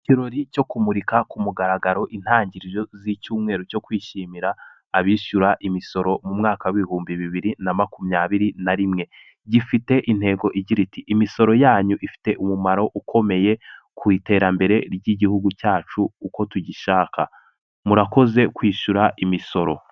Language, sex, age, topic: Kinyarwanda, male, 18-24, government